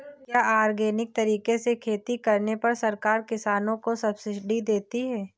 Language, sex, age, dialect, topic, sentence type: Hindi, female, 18-24, Kanauji Braj Bhasha, agriculture, question